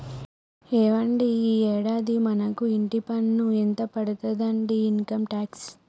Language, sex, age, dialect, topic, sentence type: Telugu, female, 18-24, Telangana, banking, statement